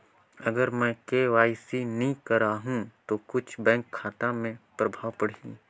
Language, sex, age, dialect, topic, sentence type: Chhattisgarhi, male, 18-24, Northern/Bhandar, banking, question